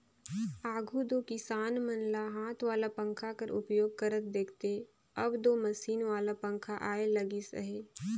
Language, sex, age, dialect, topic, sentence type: Chhattisgarhi, female, 25-30, Northern/Bhandar, agriculture, statement